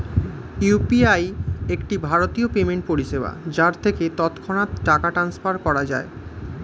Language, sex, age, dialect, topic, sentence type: Bengali, male, 18-24, Standard Colloquial, banking, statement